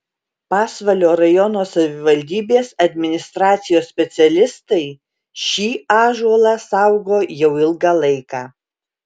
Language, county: Lithuanian, Alytus